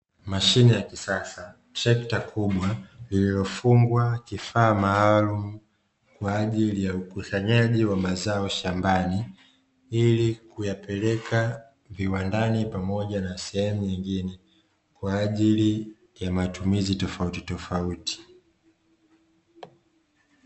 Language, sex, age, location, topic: Swahili, male, 25-35, Dar es Salaam, agriculture